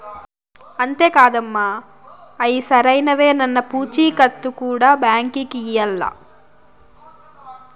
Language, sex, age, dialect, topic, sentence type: Telugu, female, 25-30, Southern, banking, statement